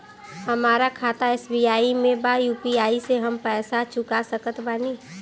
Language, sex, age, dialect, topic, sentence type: Bhojpuri, female, 25-30, Western, banking, question